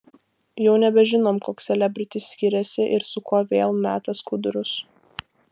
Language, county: Lithuanian, Vilnius